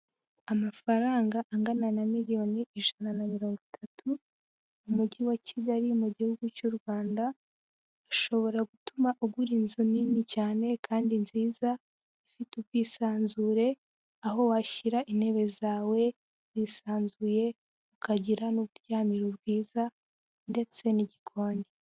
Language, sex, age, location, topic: Kinyarwanda, female, 18-24, Huye, finance